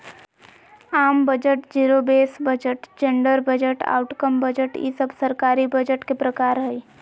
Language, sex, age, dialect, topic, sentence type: Magahi, female, 18-24, Southern, banking, statement